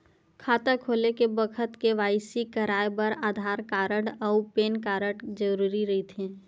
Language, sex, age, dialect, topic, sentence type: Chhattisgarhi, female, 25-30, Western/Budati/Khatahi, banking, statement